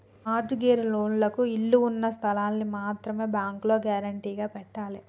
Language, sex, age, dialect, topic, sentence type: Telugu, female, 18-24, Telangana, banking, statement